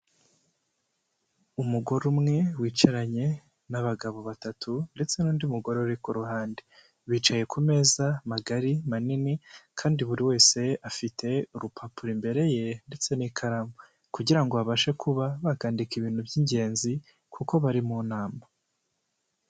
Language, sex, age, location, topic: Kinyarwanda, male, 18-24, Kigali, government